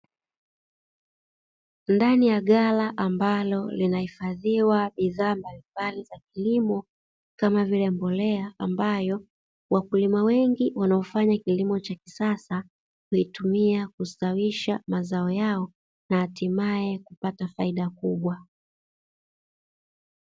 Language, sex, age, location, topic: Swahili, female, 36-49, Dar es Salaam, agriculture